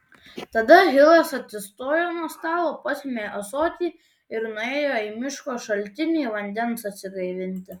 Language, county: Lithuanian, Tauragė